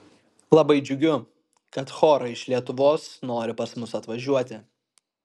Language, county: Lithuanian, Kaunas